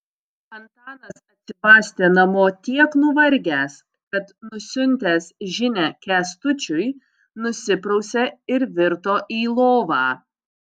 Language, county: Lithuanian, Utena